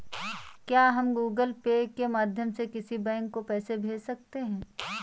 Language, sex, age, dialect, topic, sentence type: Hindi, female, 25-30, Awadhi Bundeli, banking, question